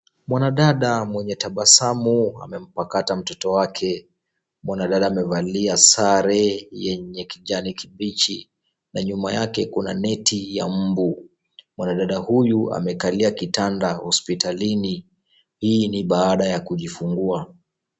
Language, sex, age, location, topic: Swahili, male, 36-49, Kisumu, health